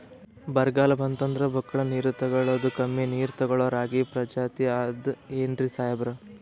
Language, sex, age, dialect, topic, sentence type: Kannada, male, 18-24, Northeastern, agriculture, question